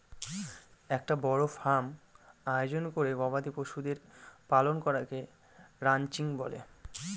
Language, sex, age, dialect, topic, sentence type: Bengali, male, 25-30, Northern/Varendri, agriculture, statement